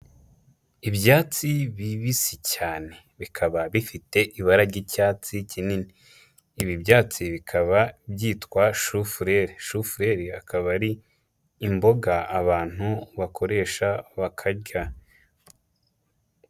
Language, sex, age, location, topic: Kinyarwanda, male, 25-35, Huye, health